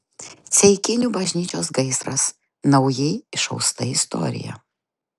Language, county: Lithuanian, Utena